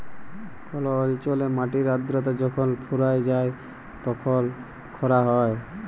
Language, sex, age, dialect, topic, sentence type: Bengali, male, 18-24, Jharkhandi, agriculture, statement